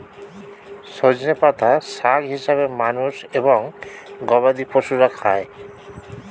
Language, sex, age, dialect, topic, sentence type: Bengali, male, 36-40, Standard Colloquial, agriculture, statement